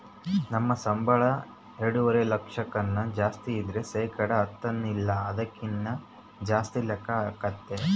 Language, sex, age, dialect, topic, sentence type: Kannada, male, 18-24, Central, banking, statement